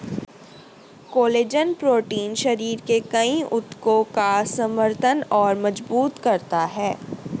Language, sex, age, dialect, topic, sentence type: Hindi, female, 31-35, Hindustani Malvi Khadi Boli, agriculture, statement